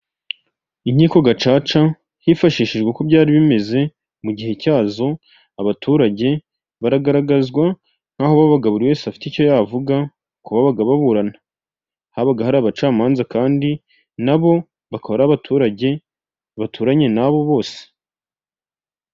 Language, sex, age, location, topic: Kinyarwanda, male, 18-24, Huye, government